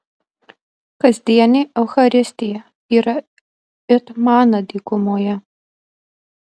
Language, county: Lithuanian, Marijampolė